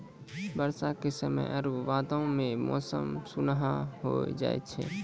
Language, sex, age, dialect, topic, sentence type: Maithili, male, 18-24, Angika, agriculture, statement